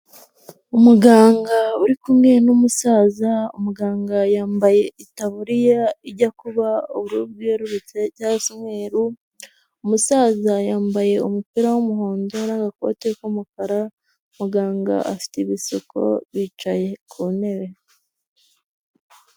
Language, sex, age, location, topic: Kinyarwanda, female, 25-35, Huye, health